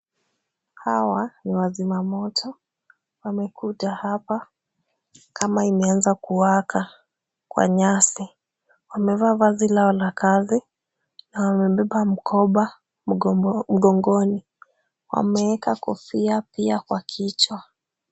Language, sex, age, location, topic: Swahili, female, 18-24, Kisumu, health